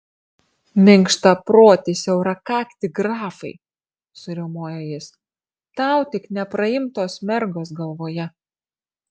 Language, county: Lithuanian, Marijampolė